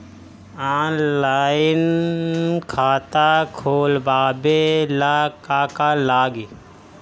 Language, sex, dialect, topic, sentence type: Bhojpuri, male, Northern, banking, question